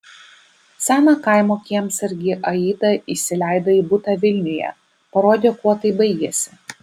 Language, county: Lithuanian, Vilnius